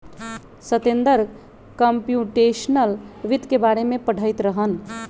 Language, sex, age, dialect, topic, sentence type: Magahi, male, 25-30, Western, banking, statement